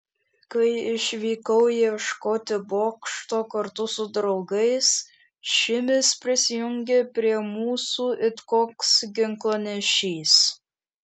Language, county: Lithuanian, Šiauliai